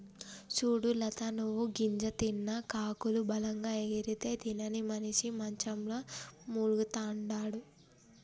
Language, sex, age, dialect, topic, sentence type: Telugu, female, 18-24, Telangana, agriculture, statement